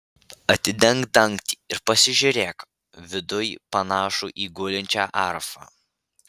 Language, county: Lithuanian, Vilnius